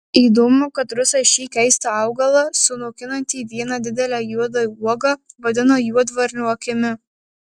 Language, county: Lithuanian, Marijampolė